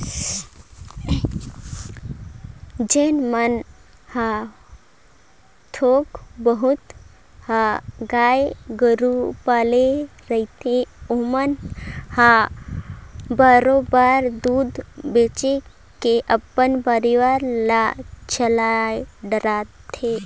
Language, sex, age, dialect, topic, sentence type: Chhattisgarhi, female, 31-35, Northern/Bhandar, agriculture, statement